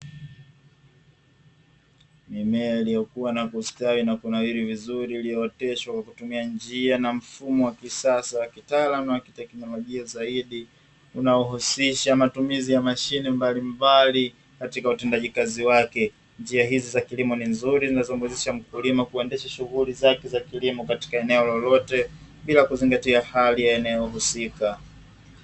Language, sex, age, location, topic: Swahili, male, 25-35, Dar es Salaam, agriculture